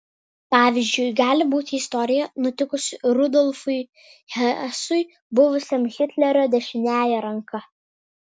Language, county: Lithuanian, Vilnius